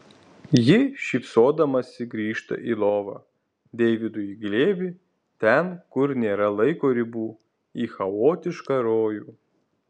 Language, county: Lithuanian, Kaunas